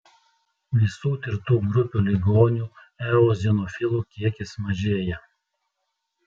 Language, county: Lithuanian, Telšiai